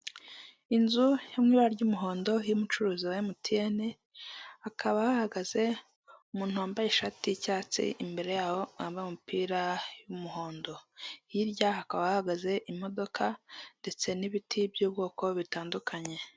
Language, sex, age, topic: Kinyarwanda, male, 18-24, finance